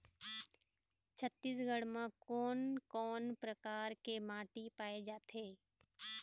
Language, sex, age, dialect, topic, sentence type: Chhattisgarhi, female, 56-60, Eastern, agriculture, question